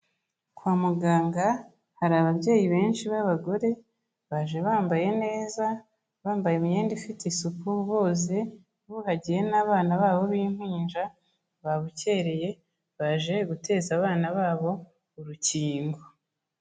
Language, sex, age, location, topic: Kinyarwanda, female, 25-35, Kigali, health